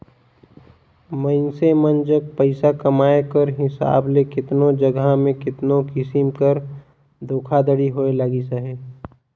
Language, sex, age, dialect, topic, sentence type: Chhattisgarhi, male, 18-24, Northern/Bhandar, banking, statement